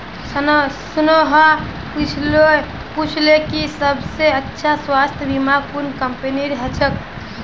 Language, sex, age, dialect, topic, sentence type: Magahi, female, 60-100, Northeastern/Surjapuri, banking, statement